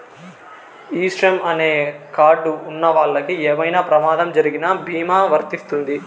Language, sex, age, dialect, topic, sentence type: Telugu, male, 18-24, Southern, banking, statement